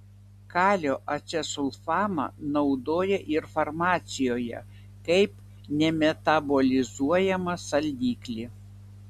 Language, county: Lithuanian, Vilnius